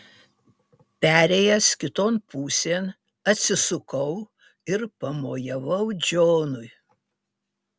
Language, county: Lithuanian, Utena